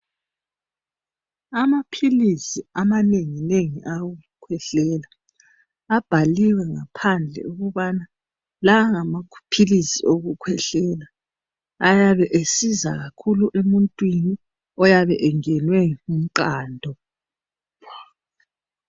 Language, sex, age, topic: North Ndebele, male, 25-35, health